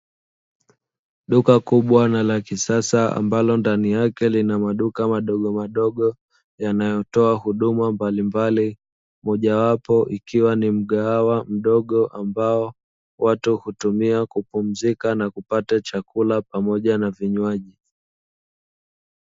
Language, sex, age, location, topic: Swahili, male, 25-35, Dar es Salaam, finance